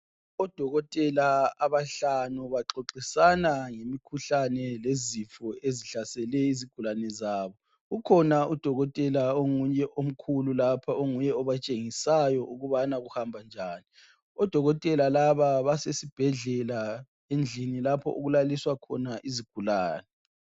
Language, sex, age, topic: North Ndebele, female, 18-24, health